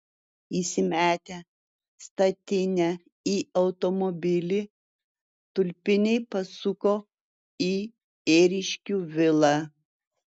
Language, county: Lithuanian, Vilnius